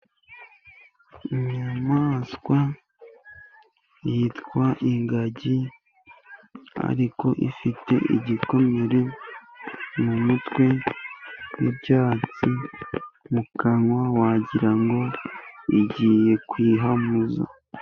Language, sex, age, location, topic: Kinyarwanda, male, 18-24, Musanze, agriculture